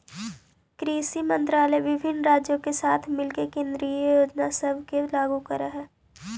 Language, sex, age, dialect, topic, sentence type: Magahi, female, 18-24, Central/Standard, banking, statement